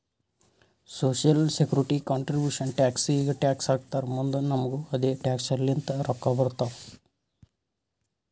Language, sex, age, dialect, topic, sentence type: Kannada, male, 18-24, Northeastern, banking, statement